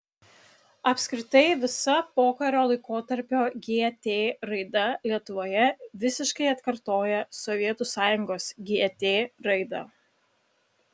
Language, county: Lithuanian, Kaunas